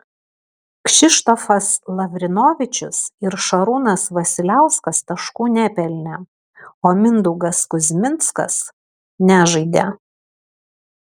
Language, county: Lithuanian, Alytus